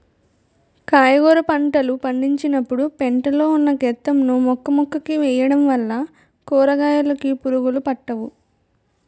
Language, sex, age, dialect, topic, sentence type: Telugu, female, 18-24, Utterandhra, agriculture, statement